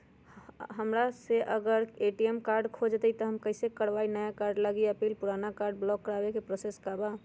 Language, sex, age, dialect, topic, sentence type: Magahi, female, 60-100, Western, banking, question